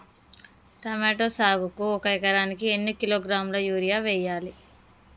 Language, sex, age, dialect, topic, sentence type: Telugu, female, 25-30, Telangana, agriculture, question